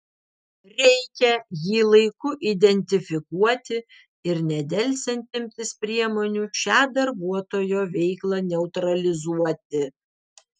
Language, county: Lithuanian, Vilnius